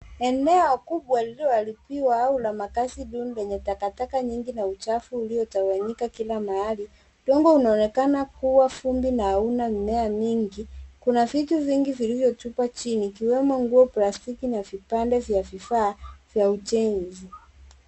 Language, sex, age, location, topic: Swahili, female, 25-35, Nairobi, government